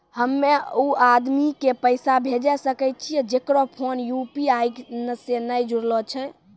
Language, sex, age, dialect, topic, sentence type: Maithili, female, 18-24, Angika, banking, question